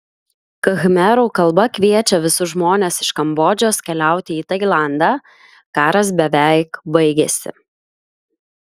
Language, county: Lithuanian, Klaipėda